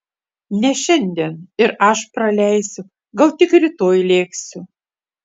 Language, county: Lithuanian, Utena